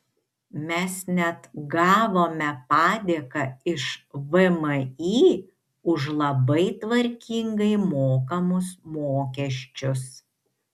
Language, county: Lithuanian, Šiauliai